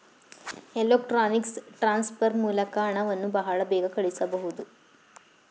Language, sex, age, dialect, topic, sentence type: Kannada, female, 41-45, Mysore Kannada, banking, statement